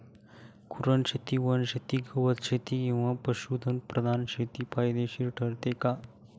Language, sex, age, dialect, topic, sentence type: Marathi, male, 18-24, Standard Marathi, agriculture, question